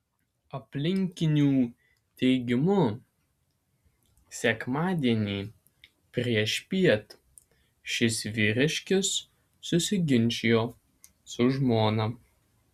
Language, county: Lithuanian, Alytus